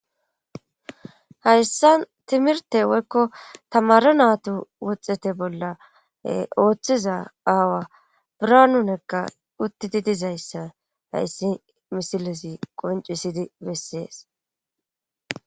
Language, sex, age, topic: Gamo, female, 25-35, government